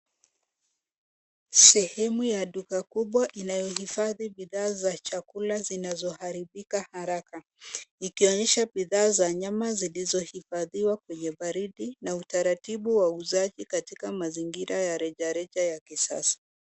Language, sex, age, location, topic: Swahili, female, 25-35, Nairobi, finance